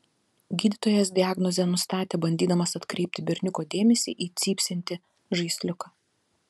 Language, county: Lithuanian, Telšiai